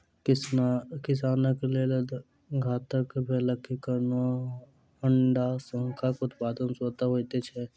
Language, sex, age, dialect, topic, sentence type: Maithili, male, 18-24, Southern/Standard, agriculture, statement